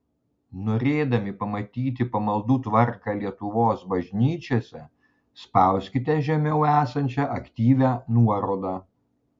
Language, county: Lithuanian, Panevėžys